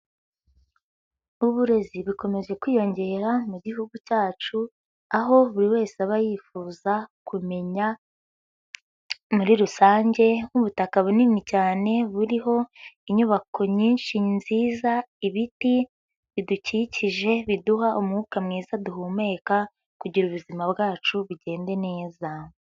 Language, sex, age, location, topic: Kinyarwanda, female, 18-24, Huye, education